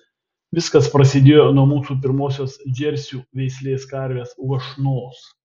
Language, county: Lithuanian, Vilnius